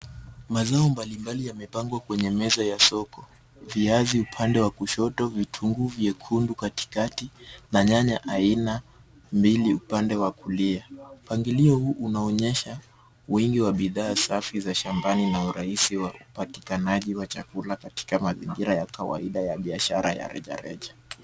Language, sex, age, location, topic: Swahili, male, 18-24, Nairobi, finance